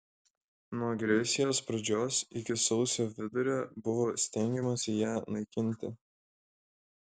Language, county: Lithuanian, Šiauliai